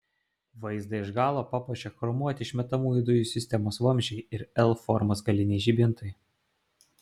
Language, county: Lithuanian, Klaipėda